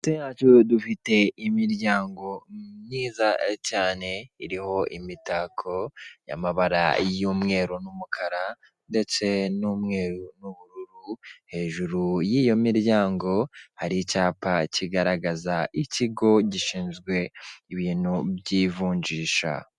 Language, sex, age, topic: Kinyarwanda, male, 18-24, finance